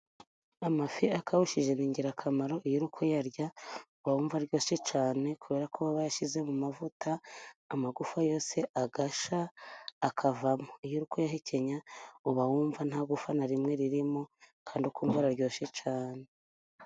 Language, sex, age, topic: Kinyarwanda, female, 25-35, agriculture